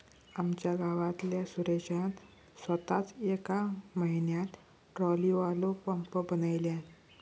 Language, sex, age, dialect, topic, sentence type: Marathi, male, 60-100, Southern Konkan, agriculture, statement